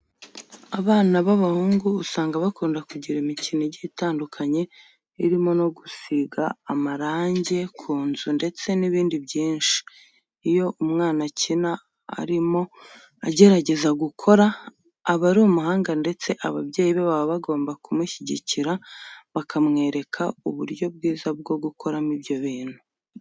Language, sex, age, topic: Kinyarwanda, female, 25-35, education